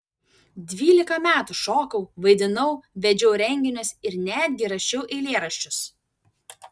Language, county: Lithuanian, Vilnius